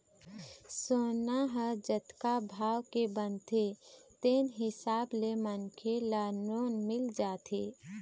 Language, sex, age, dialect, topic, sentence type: Chhattisgarhi, female, 25-30, Eastern, banking, statement